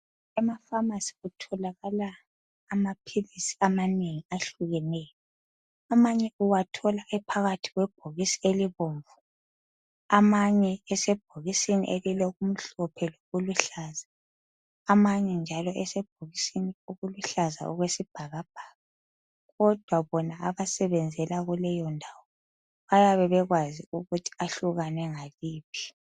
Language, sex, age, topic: North Ndebele, female, 25-35, health